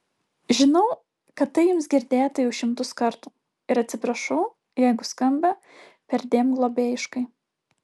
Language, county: Lithuanian, Alytus